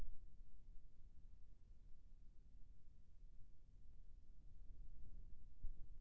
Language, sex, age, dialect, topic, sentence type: Chhattisgarhi, male, 56-60, Eastern, banking, question